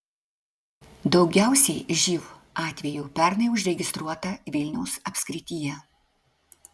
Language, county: Lithuanian, Klaipėda